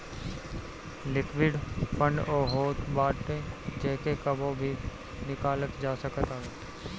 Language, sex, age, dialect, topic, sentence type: Bhojpuri, male, 25-30, Northern, banking, statement